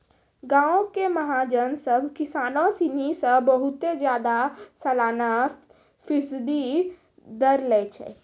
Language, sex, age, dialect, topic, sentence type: Maithili, female, 18-24, Angika, banking, statement